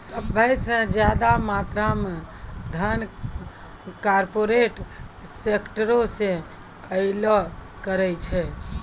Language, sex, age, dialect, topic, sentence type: Maithili, male, 60-100, Angika, banking, statement